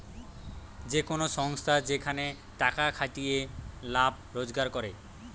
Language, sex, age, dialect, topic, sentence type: Bengali, male, 18-24, Western, banking, statement